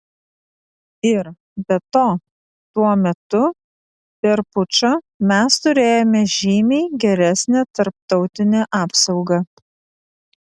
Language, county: Lithuanian, Vilnius